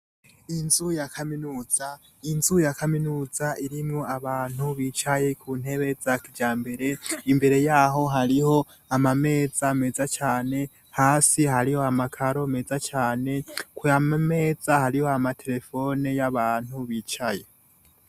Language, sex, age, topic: Rundi, male, 18-24, education